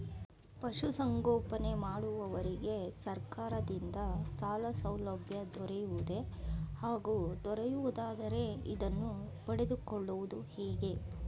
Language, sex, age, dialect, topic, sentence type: Kannada, female, 41-45, Mysore Kannada, agriculture, question